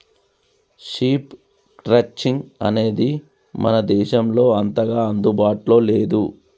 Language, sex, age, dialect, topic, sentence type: Telugu, male, 36-40, Telangana, agriculture, statement